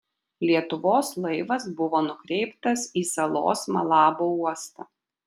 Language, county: Lithuanian, Kaunas